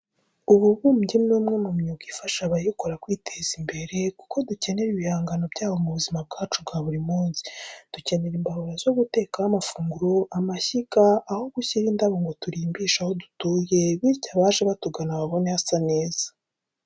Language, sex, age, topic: Kinyarwanda, female, 18-24, education